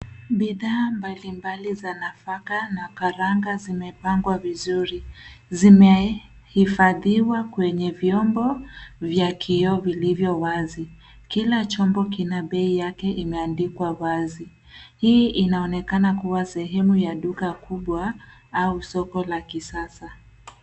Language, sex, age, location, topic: Swahili, female, 25-35, Nairobi, finance